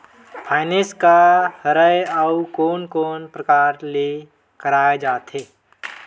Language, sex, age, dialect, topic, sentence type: Chhattisgarhi, male, 25-30, Western/Budati/Khatahi, banking, question